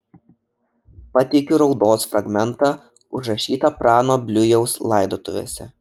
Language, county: Lithuanian, Šiauliai